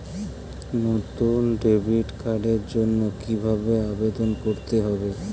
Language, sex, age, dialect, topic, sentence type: Bengali, male, 46-50, Jharkhandi, banking, statement